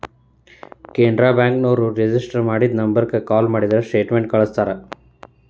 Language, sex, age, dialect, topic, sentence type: Kannada, male, 31-35, Dharwad Kannada, banking, statement